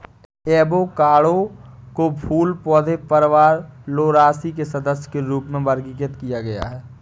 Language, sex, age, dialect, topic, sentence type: Hindi, male, 25-30, Awadhi Bundeli, agriculture, statement